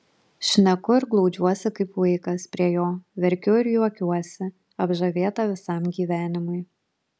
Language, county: Lithuanian, Panevėžys